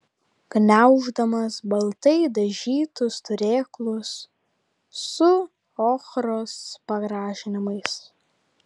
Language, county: Lithuanian, Kaunas